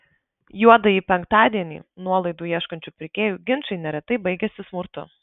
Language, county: Lithuanian, Marijampolė